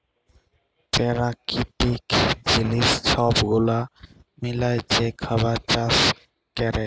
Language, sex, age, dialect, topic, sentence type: Bengali, male, 25-30, Jharkhandi, agriculture, statement